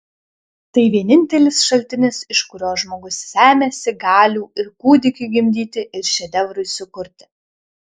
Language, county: Lithuanian, Kaunas